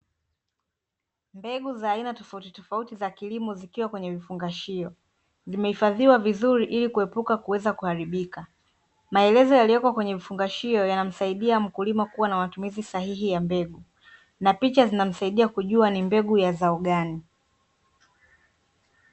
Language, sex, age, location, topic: Swahili, female, 25-35, Dar es Salaam, agriculture